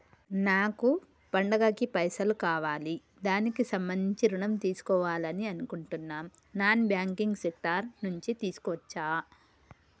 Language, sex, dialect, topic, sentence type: Telugu, female, Telangana, banking, question